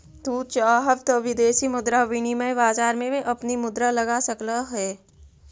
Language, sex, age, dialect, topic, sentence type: Magahi, female, 36-40, Central/Standard, agriculture, statement